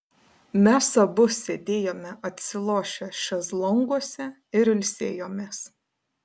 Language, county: Lithuanian, Panevėžys